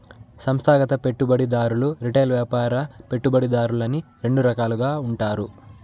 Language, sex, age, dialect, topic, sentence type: Telugu, male, 18-24, Southern, banking, statement